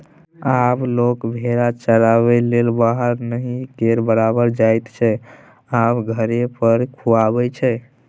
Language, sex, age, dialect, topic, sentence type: Maithili, male, 18-24, Bajjika, agriculture, statement